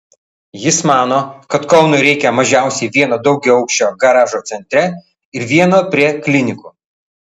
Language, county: Lithuanian, Vilnius